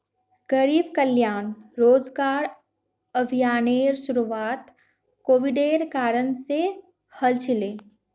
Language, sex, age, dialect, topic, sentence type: Magahi, female, 18-24, Northeastern/Surjapuri, banking, statement